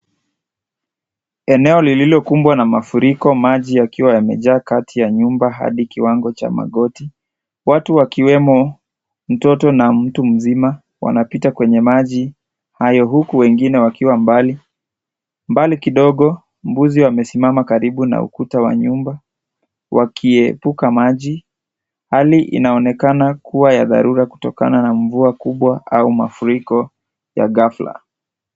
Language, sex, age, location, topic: Swahili, female, 25-35, Kisii, health